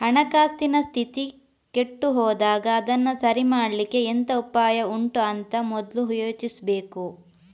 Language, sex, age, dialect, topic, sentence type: Kannada, female, 25-30, Coastal/Dakshin, banking, statement